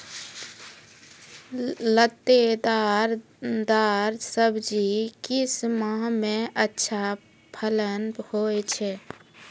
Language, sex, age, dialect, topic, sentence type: Maithili, female, 25-30, Angika, agriculture, question